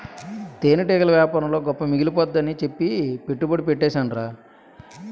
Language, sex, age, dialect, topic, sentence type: Telugu, male, 31-35, Utterandhra, agriculture, statement